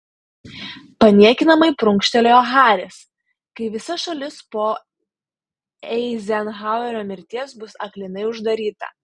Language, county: Lithuanian, Panevėžys